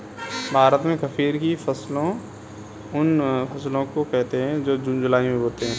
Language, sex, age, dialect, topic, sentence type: Hindi, male, 18-24, Kanauji Braj Bhasha, agriculture, statement